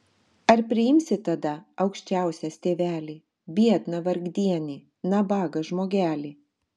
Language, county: Lithuanian, Telšiai